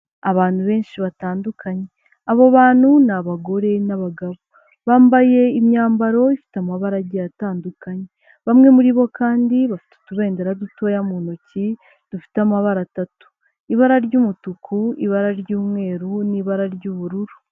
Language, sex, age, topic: Kinyarwanda, female, 18-24, government